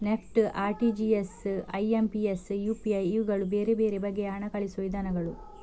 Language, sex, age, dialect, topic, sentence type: Kannada, female, 51-55, Coastal/Dakshin, banking, statement